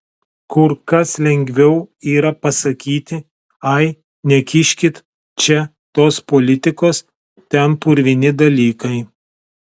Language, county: Lithuanian, Telšiai